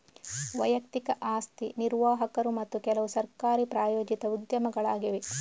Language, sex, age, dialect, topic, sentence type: Kannada, female, 31-35, Coastal/Dakshin, banking, statement